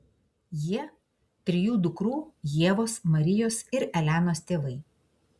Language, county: Lithuanian, Klaipėda